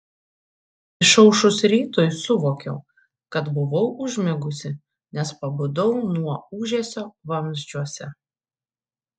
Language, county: Lithuanian, Šiauliai